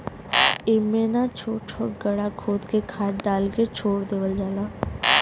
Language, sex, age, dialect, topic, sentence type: Bhojpuri, male, 25-30, Western, agriculture, statement